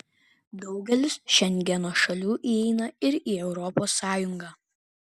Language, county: Lithuanian, Kaunas